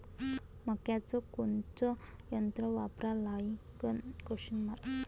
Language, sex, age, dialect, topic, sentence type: Marathi, female, 18-24, Varhadi, agriculture, question